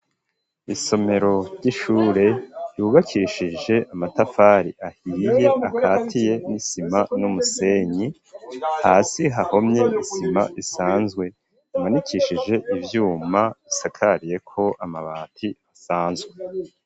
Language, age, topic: Rundi, 50+, education